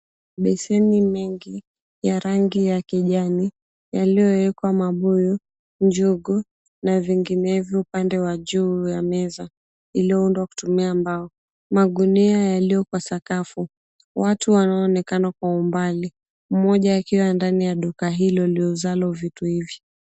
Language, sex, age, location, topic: Swahili, female, 18-24, Mombasa, agriculture